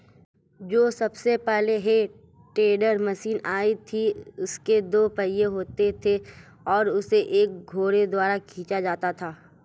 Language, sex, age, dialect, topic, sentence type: Hindi, female, 18-24, Marwari Dhudhari, agriculture, statement